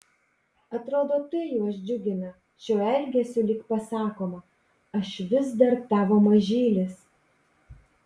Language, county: Lithuanian, Panevėžys